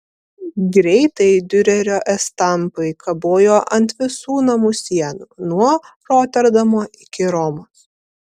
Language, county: Lithuanian, Vilnius